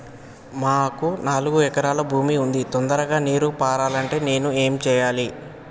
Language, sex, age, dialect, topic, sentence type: Telugu, male, 18-24, Telangana, agriculture, question